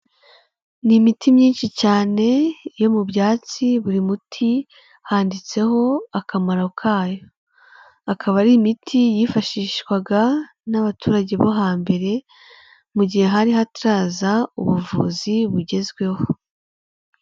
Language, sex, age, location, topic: Kinyarwanda, female, 18-24, Kigali, health